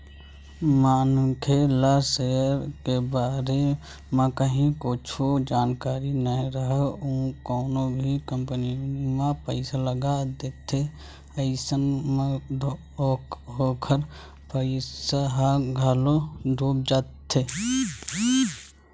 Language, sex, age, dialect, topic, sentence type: Chhattisgarhi, male, 25-30, Western/Budati/Khatahi, banking, statement